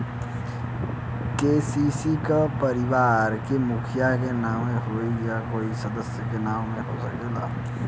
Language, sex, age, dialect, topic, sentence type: Bhojpuri, male, 18-24, Western, agriculture, question